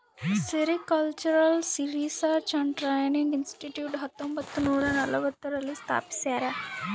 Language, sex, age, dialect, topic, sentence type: Kannada, female, 18-24, Central, agriculture, statement